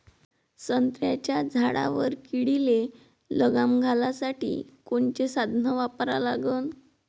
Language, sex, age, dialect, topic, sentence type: Marathi, female, 25-30, Varhadi, agriculture, question